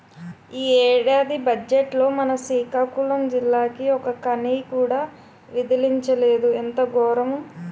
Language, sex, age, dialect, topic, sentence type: Telugu, female, 25-30, Utterandhra, banking, statement